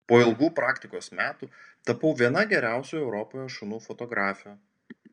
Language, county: Lithuanian, Panevėžys